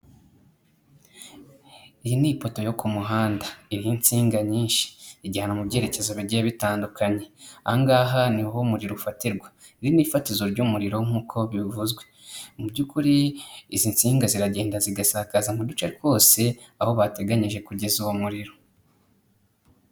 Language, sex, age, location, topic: Kinyarwanda, male, 25-35, Kigali, government